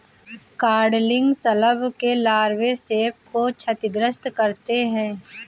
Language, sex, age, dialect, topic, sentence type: Hindi, female, 18-24, Marwari Dhudhari, agriculture, statement